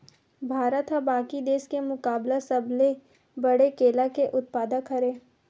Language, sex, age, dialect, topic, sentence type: Chhattisgarhi, female, 25-30, Western/Budati/Khatahi, agriculture, statement